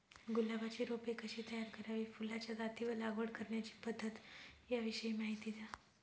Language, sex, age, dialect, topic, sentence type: Marathi, female, 25-30, Northern Konkan, agriculture, question